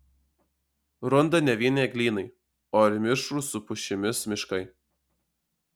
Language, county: Lithuanian, Alytus